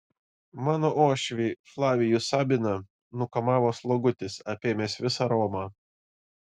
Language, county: Lithuanian, Panevėžys